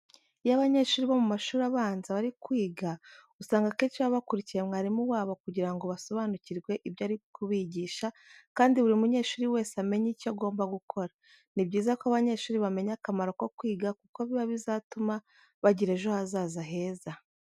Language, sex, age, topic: Kinyarwanda, female, 25-35, education